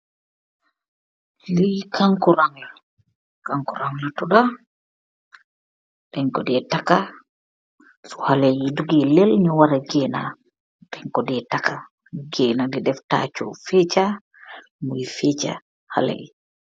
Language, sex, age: Wolof, female, 36-49